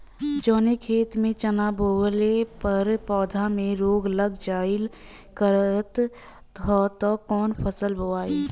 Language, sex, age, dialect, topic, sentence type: Bhojpuri, female, 18-24, Western, agriculture, question